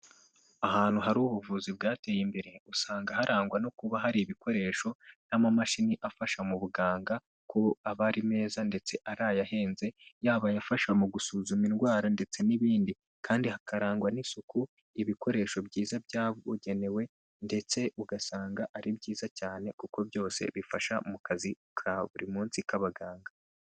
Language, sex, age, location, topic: Kinyarwanda, male, 18-24, Kigali, health